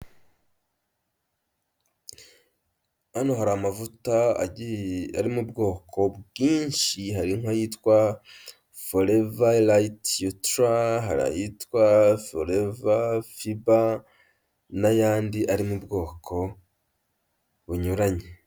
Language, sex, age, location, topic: Kinyarwanda, male, 25-35, Huye, health